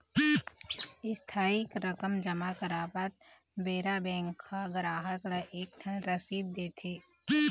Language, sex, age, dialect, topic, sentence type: Chhattisgarhi, female, 25-30, Eastern, banking, statement